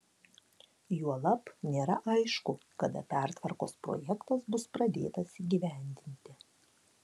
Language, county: Lithuanian, Klaipėda